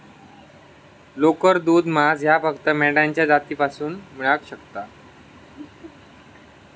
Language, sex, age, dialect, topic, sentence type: Marathi, male, 25-30, Southern Konkan, agriculture, statement